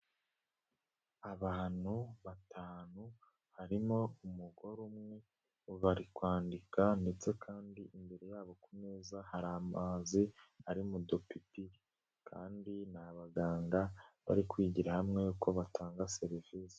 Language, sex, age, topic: Kinyarwanda, male, 18-24, health